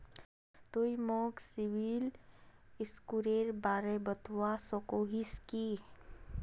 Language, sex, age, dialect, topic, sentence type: Magahi, female, 41-45, Northeastern/Surjapuri, banking, statement